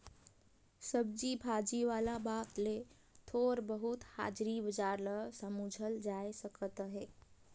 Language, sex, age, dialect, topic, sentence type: Chhattisgarhi, female, 18-24, Northern/Bhandar, banking, statement